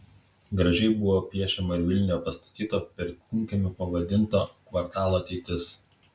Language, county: Lithuanian, Vilnius